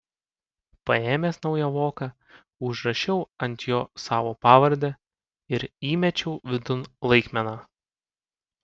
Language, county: Lithuanian, Panevėžys